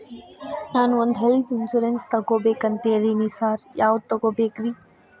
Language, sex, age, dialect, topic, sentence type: Kannada, female, 25-30, Dharwad Kannada, banking, question